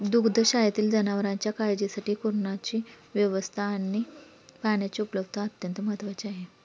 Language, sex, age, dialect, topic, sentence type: Marathi, female, 25-30, Standard Marathi, agriculture, statement